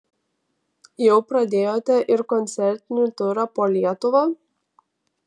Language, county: Lithuanian, Kaunas